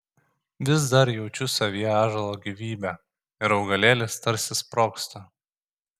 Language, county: Lithuanian, Kaunas